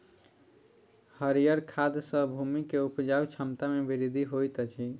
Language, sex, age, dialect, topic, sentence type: Maithili, female, 60-100, Southern/Standard, agriculture, statement